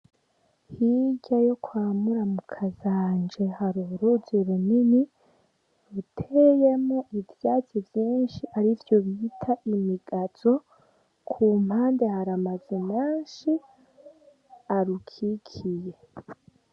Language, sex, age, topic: Rundi, female, 18-24, agriculture